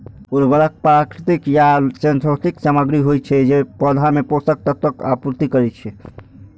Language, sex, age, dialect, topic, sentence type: Maithili, male, 46-50, Eastern / Thethi, agriculture, statement